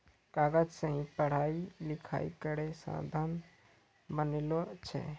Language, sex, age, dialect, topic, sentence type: Maithili, male, 18-24, Angika, agriculture, statement